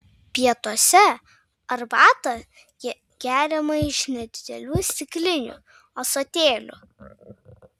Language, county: Lithuanian, Vilnius